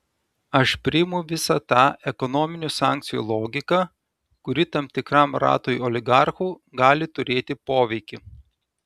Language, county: Lithuanian, Telšiai